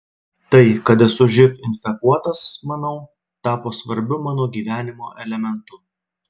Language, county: Lithuanian, Klaipėda